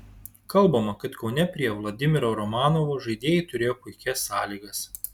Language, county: Lithuanian, Šiauliai